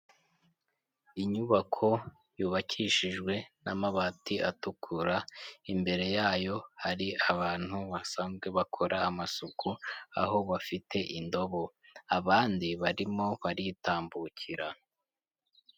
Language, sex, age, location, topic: Kinyarwanda, male, 18-24, Kigali, health